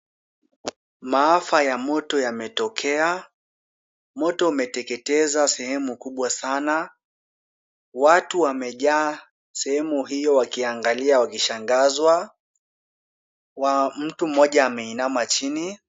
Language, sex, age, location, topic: Swahili, male, 18-24, Kisumu, health